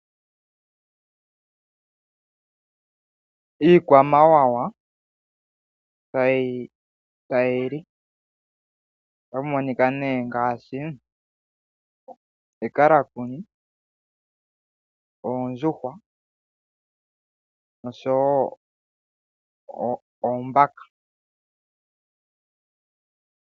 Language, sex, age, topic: Oshiwambo, male, 25-35, agriculture